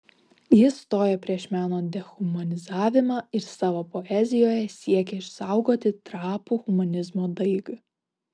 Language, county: Lithuanian, Vilnius